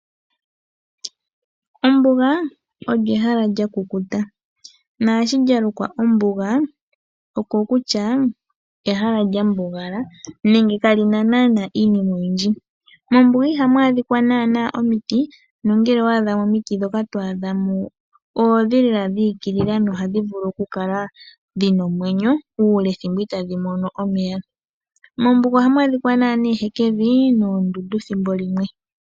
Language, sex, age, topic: Oshiwambo, male, 25-35, agriculture